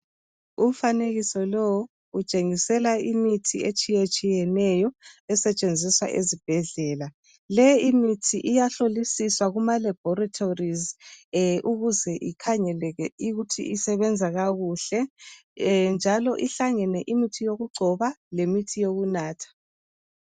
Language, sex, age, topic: North Ndebele, female, 36-49, health